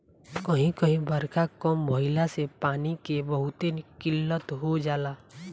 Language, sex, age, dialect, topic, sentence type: Bhojpuri, female, 18-24, Southern / Standard, agriculture, statement